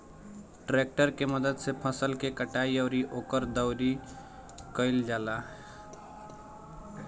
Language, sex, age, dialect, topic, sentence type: Bhojpuri, male, 18-24, Southern / Standard, agriculture, statement